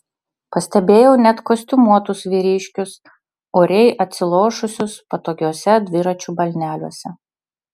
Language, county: Lithuanian, Utena